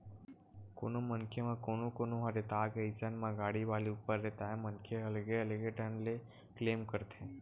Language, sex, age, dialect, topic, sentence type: Chhattisgarhi, male, 18-24, Western/Budati/Khatahi, banking, statement